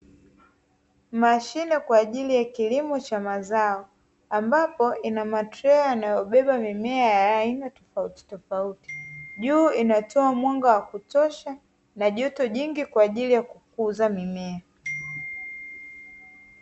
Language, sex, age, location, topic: Swahili, female, 18-24, Dar es Salaam, agriculture